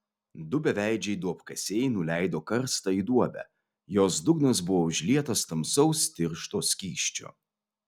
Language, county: Lithuanian, Vilnius